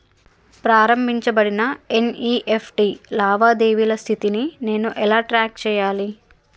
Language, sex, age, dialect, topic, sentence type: Telugu, female, 36-40, Telangana, banking, question